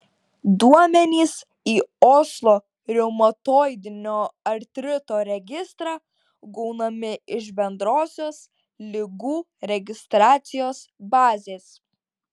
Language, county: Lithuanian, Šiauliai